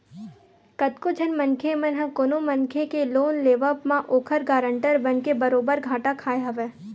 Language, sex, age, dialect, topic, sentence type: Chhattisgarhi, female, 18-24, Western/Budati/Khatahi, banking, statement